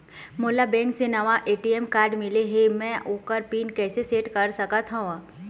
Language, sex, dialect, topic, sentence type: Chhattisgarhi, female, Eastern, banking, question